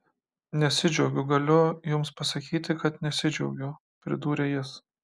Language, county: Lithuanian, Kaunas